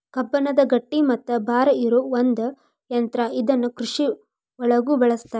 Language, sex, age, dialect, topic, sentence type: Kannada, female, 18-24, Dharwad Kannada, agriculture, statement